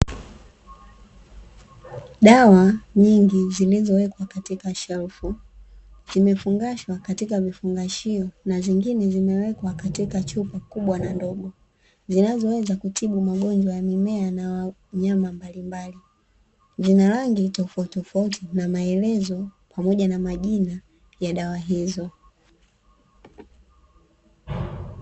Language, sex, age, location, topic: Swahili, female, 25-35, Dar es Salaam, agriculture